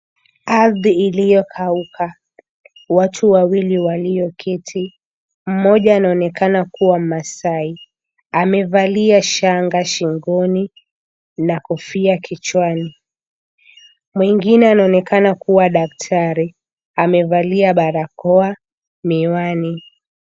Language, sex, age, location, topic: Swahili, female, 18-24, Mombasa, health